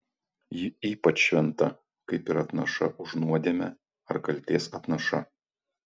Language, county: Lithuanian, Vilnius